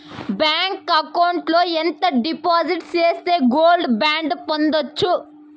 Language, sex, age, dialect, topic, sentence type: Telugu, female, 25-30, Southern, banking, question